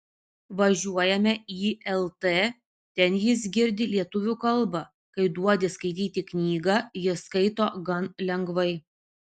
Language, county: Lithuanian, Vilnius